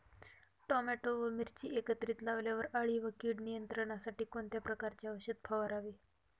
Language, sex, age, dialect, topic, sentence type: Marathi, female, 18-24, Northern Konkan, agriculture, question